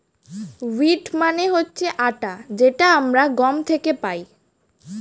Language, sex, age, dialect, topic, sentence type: Bengali, female, 18-24, Standard Colloquial, agriculture, statement